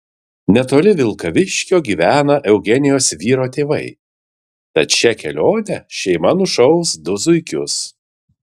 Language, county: Lithuanian, Vilnius